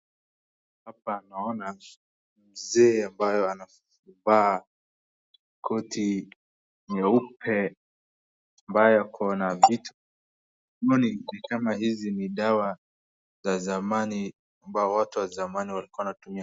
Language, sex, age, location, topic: Swahili, male, 18-24, Wajir, health